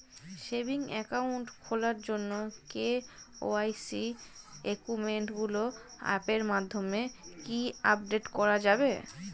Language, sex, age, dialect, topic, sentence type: Bengali, female, 25-30, Standard Colloquial, banking, question